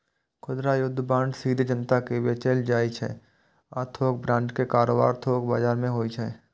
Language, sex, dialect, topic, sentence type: Maithili, male, Eastern / Thethi, banking, statement